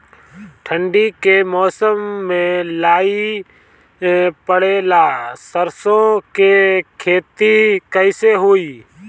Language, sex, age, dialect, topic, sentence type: Bhojpuri, male, 25-30, Northern, agriculture, question